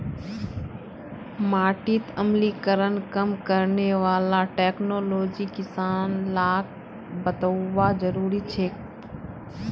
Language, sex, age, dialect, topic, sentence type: Magahi, female, 25-30, Northeastern/Surjapuri, agriculture, statement